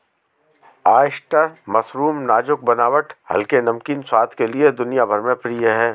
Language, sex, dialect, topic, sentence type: Hindi, male, Marwari Dhudhari, agriculture, statement